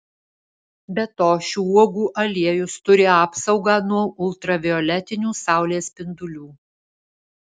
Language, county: Lithuanian, Alytus